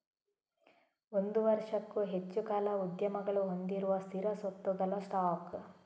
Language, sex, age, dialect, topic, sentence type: Kannada, female, 18-24, Coastal/Dakshin, banking, statement